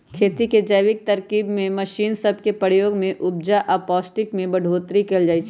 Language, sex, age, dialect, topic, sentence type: Magahi, female, 18-24, Western, agriculture, statement